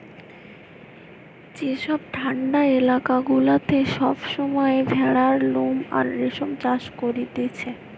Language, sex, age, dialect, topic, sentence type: Bengali, female, 18-24, Western, agriculture, statement